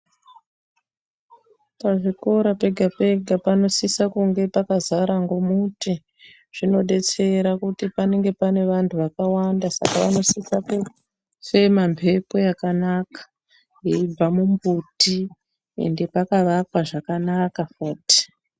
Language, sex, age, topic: Ndau, female, 18-24, education